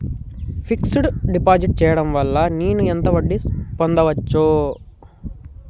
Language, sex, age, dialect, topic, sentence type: Telugu, male, 18-24, Telangana, banking, question